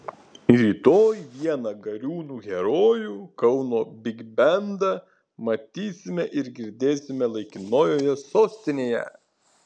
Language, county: Lithuanian, Kaunas